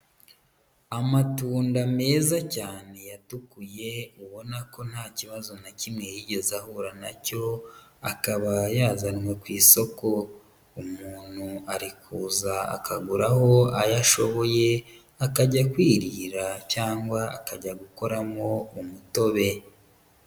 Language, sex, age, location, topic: Kinyarwanda, female, 18-24, Huye, agriculture